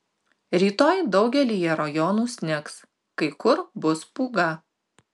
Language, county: Lithuanian, Tauragė